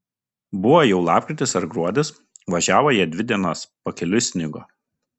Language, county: Lithuanian, Kaunas